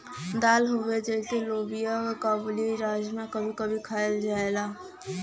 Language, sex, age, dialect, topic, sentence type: Bhojpuri, female, <18, Western, agriculture, statement